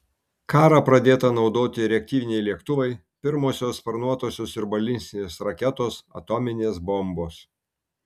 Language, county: Lithuanian, Kaunas